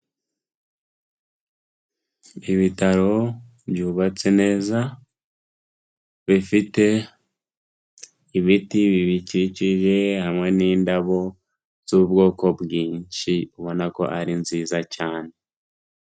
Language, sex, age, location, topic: Kinyarwanda, male, 18-24, Kigali, health